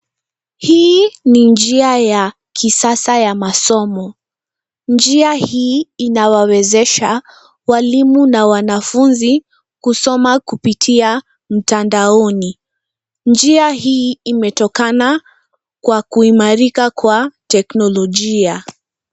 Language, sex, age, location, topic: Swahili, female, 25-35, Nairobi, education